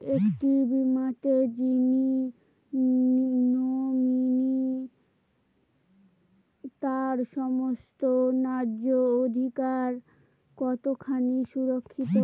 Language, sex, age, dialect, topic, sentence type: Bengali, female, 18-24, Northern/Varendri, banking, question